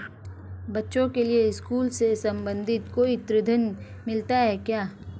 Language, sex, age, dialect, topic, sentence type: Hindi, female, 25-30, Marwari Dhudhari, banking, question